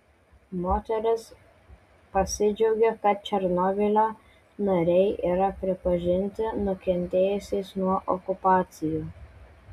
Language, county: Lithuanian, Vilnius